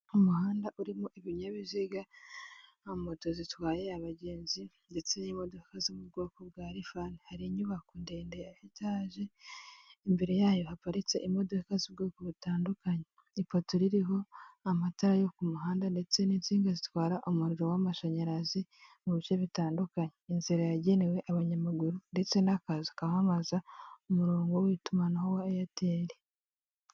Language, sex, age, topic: Kinyarwanda, female, 18-24, government